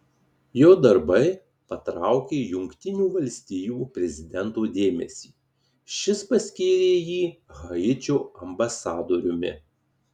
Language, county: Lithuanian, Marijampolė